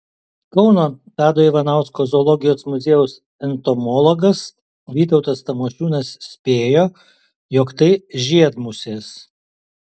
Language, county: Lithuanian, Alytus